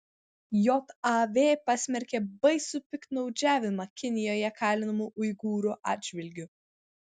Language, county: Lithuanian, Vilnius